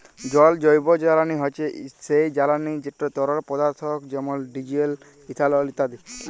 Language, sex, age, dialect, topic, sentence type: Bengali, male, 18-24, Jharkhandi, agriculture, statement